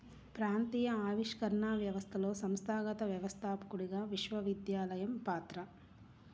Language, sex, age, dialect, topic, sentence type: Telugu, female, 36-40, Central/Coastal, banking, statement